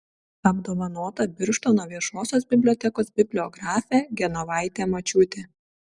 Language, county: Lithuanian, Šiauliai